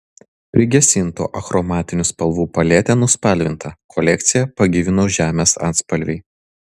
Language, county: Lithuanian, Vilnius